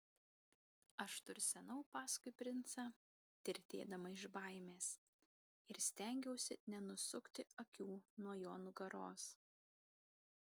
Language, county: Lithuanian, Kaunas